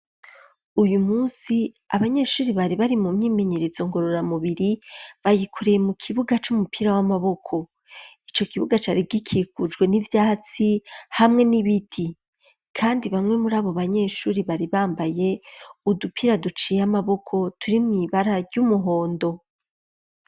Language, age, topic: Rundi, 25-35, education